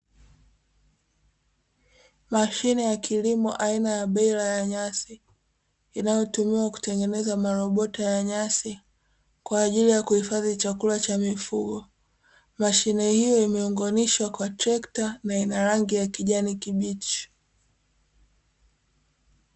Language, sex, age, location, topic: Swahili, female, 18-24, Dar es Salaam, agriculture